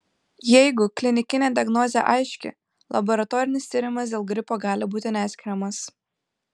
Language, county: Lithuanian, Panevėžys